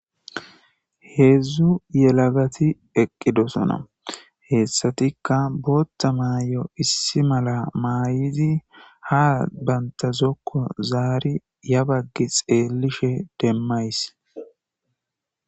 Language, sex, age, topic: Gamo, male, 18-24, government